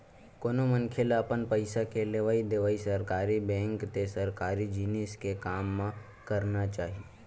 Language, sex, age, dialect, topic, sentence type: Chhattisgarhi, male, 18-24, Western/Budati/Khatahi, banking, statement